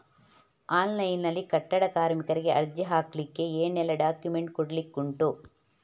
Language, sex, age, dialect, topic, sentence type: Kannada, female, 31-35, Coastal/Dakshin, banking, question